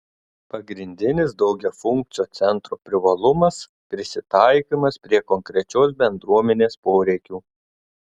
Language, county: Lithuanian, Telšiai